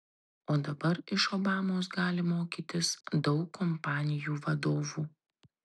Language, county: Lithuanian, Tauragė